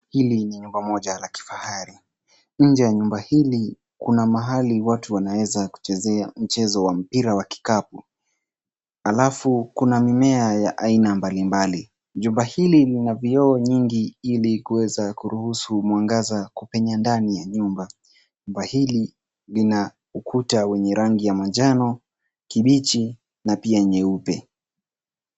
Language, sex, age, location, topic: Swahili, male, 18-24, Nairobi, finance